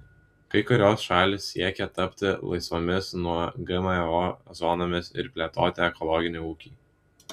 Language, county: Lithuanian, Vilnius